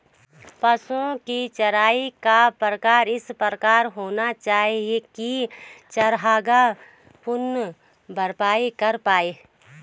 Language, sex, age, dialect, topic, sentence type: Hindi, female, 31-35, Garhwali, agriculture, statement